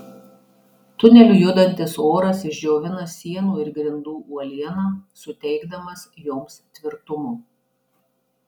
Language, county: Lithuanian, Marijampolė